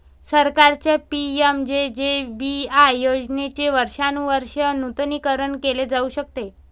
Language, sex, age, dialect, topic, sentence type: Marathi, female, 25-30, Varhadi, banking, statement